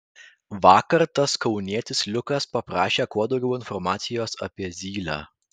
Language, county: Lithuanian, Vilnius